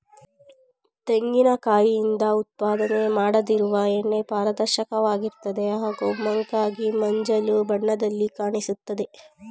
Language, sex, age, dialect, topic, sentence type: Kannada, female, 25-30, Mysore Kannada, agriculture, statement